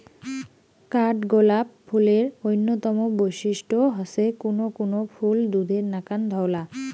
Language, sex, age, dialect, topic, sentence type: Bengali, female, 18-24, Rajbangshi, agriculture, statement